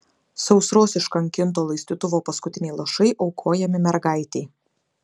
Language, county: Lithuanian, Klaipėda